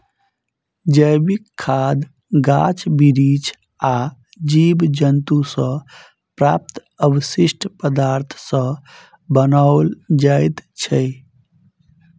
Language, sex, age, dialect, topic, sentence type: Maithili, male, 31-35, Southern/Standard, agriculture, statement